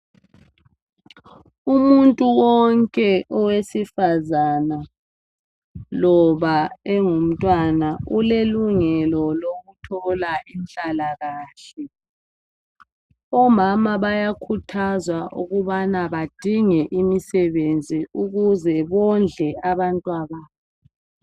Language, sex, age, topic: North Ndebele, female, 25-35, health